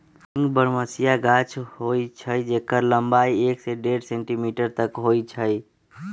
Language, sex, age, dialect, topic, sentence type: Magahi, male, 25-30, Western, agriculture, statement